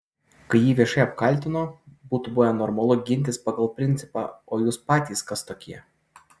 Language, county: Lithuanian, Utena